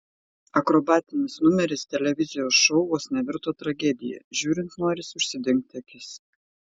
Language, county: Lithuanian, Šiauliai